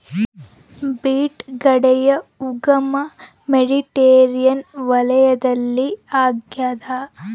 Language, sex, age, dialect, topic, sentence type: Kannada, female, 18-24, Central, agriculture, statement